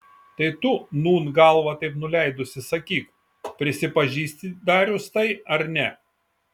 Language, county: Lithuanian, Šiauliai